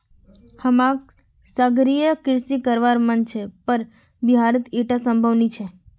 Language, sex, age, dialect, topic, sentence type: Magahi, female, 36-40, Northeastern/Surjapuri, agriculture, statement